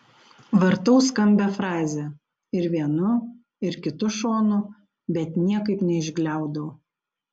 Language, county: Lithuanian, Panevėžys